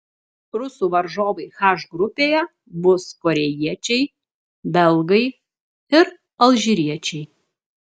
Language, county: Lithuanian, Klaipėda